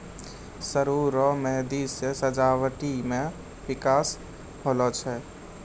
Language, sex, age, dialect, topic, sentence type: Maithili, male, 25-30, Angika, agriculture, statement